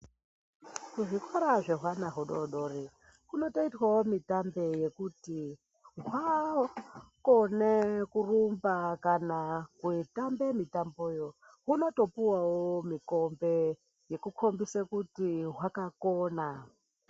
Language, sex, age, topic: Ndau, female, 50+, health